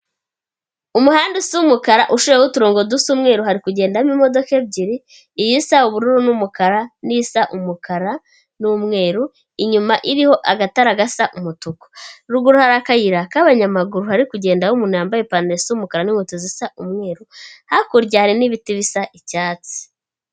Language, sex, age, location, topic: Kinyarwanda, female, 25-35, Kigali, government